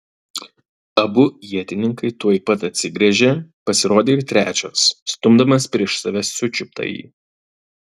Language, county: Lithuanian, Klaipėda